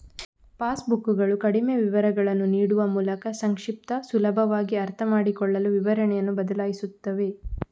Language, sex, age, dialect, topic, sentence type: Kannada, female, 18-24, Coastal/Dakshin, banking, statement